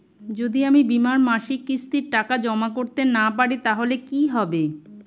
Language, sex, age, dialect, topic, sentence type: Bengali, male, 18-24, Rajbangshi, banking, question